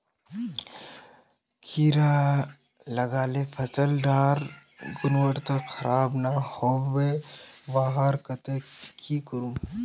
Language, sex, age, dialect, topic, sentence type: Magahi, male, 41-45, Northeastern/Surjapuri, agriculture, question